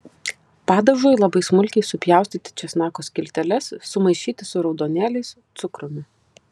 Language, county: Lithuanian, Kaunas